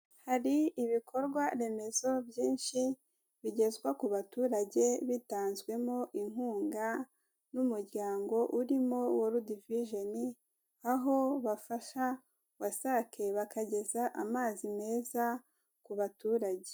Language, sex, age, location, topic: Kinyarwanda, female, 18-24, Kigali, health